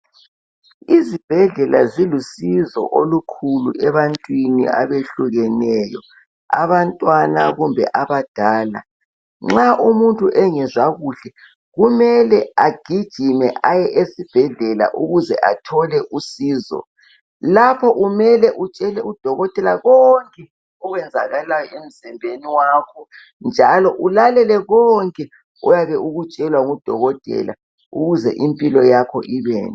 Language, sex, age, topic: North Ndebele, female, 50+, health